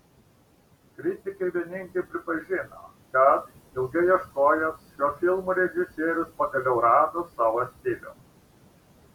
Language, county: Lithuanian, Šiauliai